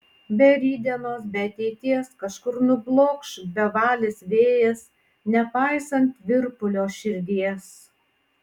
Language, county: Lithuanian, Panevėžys